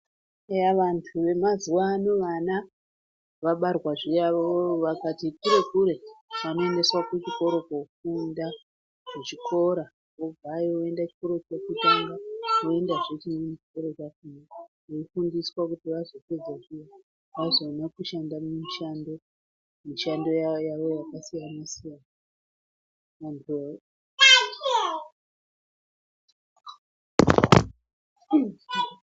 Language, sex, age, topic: Ndau, female, 36-49, education